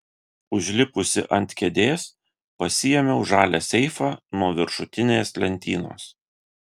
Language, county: Lithuanian, Vilnius